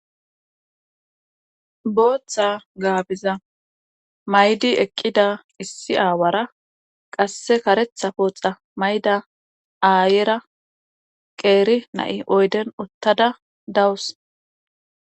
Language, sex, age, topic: Gamo, female, 18-24, government